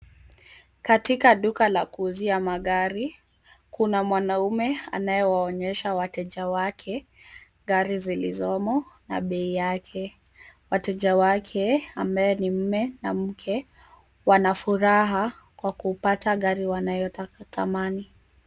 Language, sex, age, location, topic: Swahili, female, 18-24, Nairobi, finance